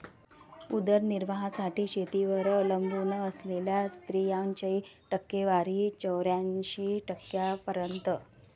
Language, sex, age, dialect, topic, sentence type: Marathi, female, 31-35, Varhadi, agriculture, statement